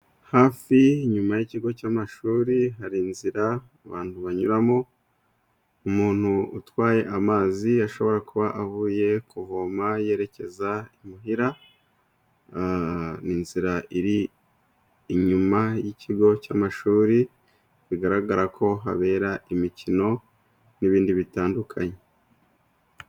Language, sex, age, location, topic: Kinyarwanda, male, 36-49, Musanze, agriculture